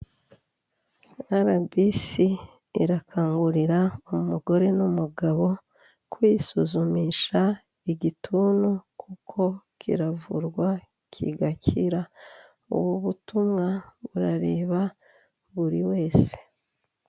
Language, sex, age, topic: Kinyarwanda, female, 36-49, health